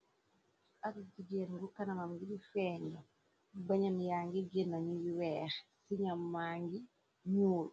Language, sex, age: Wolof, female, 36-49